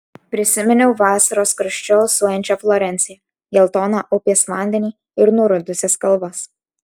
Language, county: Lithuanian, Alytus